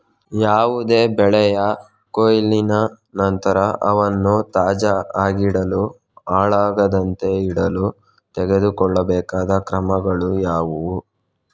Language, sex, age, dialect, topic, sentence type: Kannada, male, 18-24, Coastal/Dakshin, agriculture, question